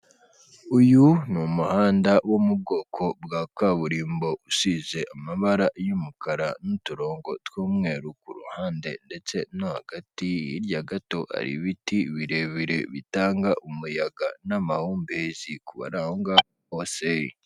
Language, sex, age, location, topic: Kinyarwanda, female, 18-24, Kigali, government